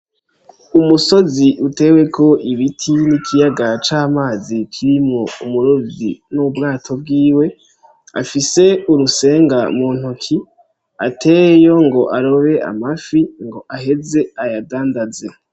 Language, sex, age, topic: Rundi, female, 18-24, agriculture